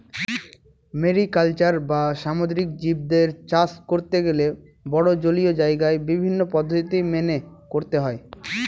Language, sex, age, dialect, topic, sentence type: Bengali, male, 18-24, Northern/Varendri, agriculture, statement